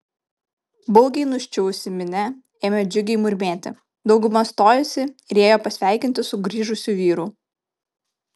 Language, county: Lithuanian, Kaunas